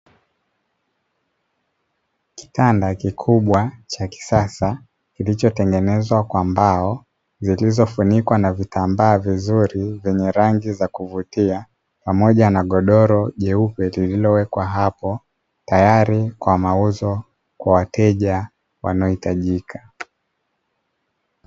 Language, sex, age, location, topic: Swahili, male, 25-35, Dar es Salaam, finance